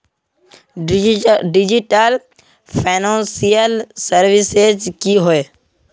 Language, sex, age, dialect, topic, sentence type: Magahi, male, 18-24, Northeastern/Surjapuri, banking, question